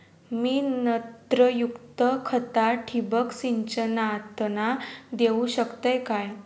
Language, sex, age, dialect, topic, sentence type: Marathi, female, 18-24, Southern Konkan, agriculture, question